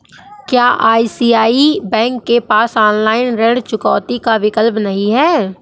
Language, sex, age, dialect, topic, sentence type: Hindi, male, 18-24, Awadhi Bundeli, banking, question